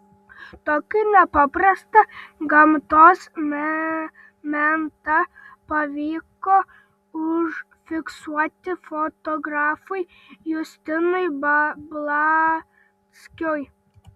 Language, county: Lithuanian, Telšiai